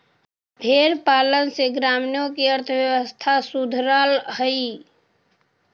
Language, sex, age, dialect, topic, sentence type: Magahi, female, 60-100, Central/Standard, agriculture, statement